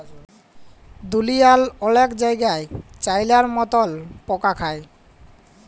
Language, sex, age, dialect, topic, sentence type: Bengali, male, 18-24, Jharkhandi, agriculture, statement